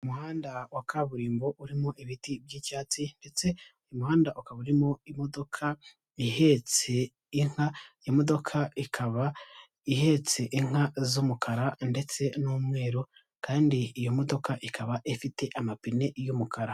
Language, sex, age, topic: Kinyarwanda, male, 18-24, government